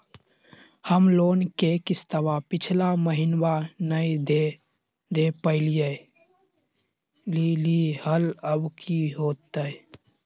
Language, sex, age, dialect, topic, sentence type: Magahi, male, 25-30, Southern, banking, question